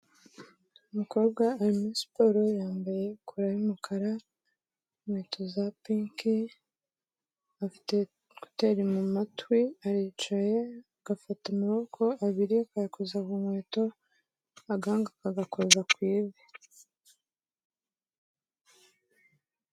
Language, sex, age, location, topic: Kinyarwanda, female, 18-24, Kigali, health